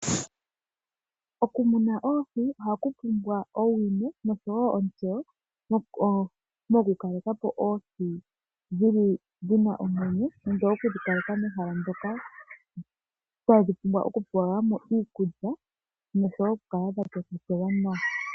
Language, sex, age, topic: Oshiwambo, female, 18-24, agriculture